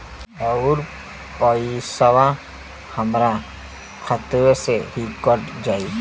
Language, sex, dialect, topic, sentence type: Bhojpuri, male, Western, banking, question